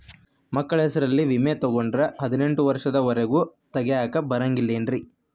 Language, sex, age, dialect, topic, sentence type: Kannada, male, 25-30, Dharwad Kannada, banking, question